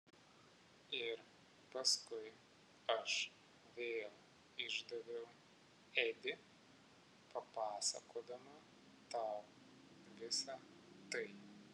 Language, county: Lithuanian, Vilnius